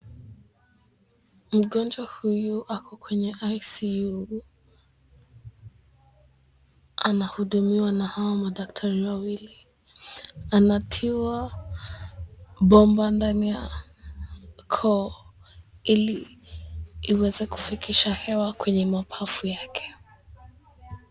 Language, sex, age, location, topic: Swahili, female, 18-24, Mombasa, health